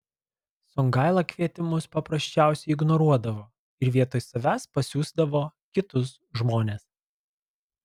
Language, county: Lithuanian, Alytus